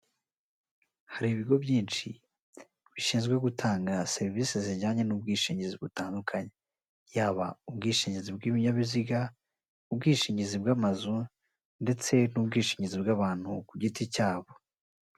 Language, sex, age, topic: Kinyarwanda, male, 18-24, finance